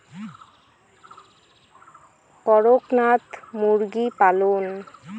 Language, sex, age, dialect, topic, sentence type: Bengali, female, 18-24, Rajbangshi, agriculture, question